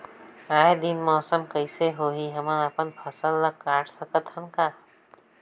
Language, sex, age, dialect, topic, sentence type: Chhattisgarhi, female, 25-30, Northern/Bhandar, agriculture, question